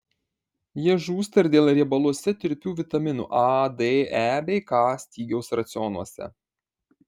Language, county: Lithuanian, Marijampolė